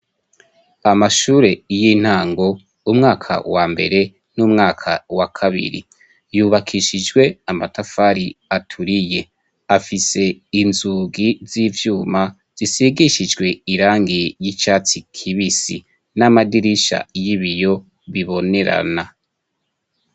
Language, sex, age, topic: Rundi, male, 25-35, education